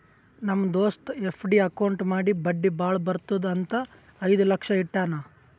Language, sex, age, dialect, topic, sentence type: Kannada, male, 18-24, Northeastern, banking, statement